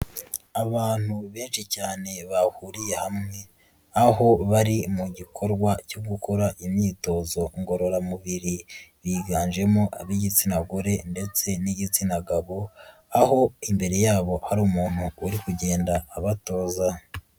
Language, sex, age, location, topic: Kinyarwanda, female, 36-49, Nyagatare, government